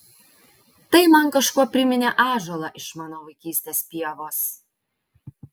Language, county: Lithuanian, Vilnius